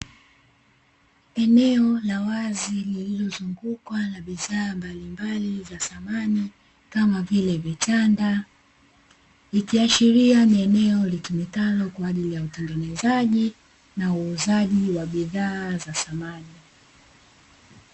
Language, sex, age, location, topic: Swahili, female, 18-24, Dar es Salaam, finance